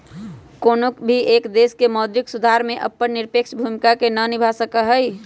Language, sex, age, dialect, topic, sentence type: Magahi, male, 25-30, Western, banking, statement